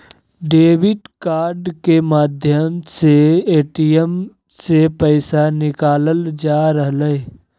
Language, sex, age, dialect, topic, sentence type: Magahi, male, 56-60, Southern, banking, statement